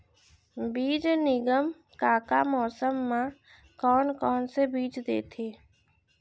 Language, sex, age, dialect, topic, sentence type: Chhattisgarhi, female, 60-100, Central, agriculture, question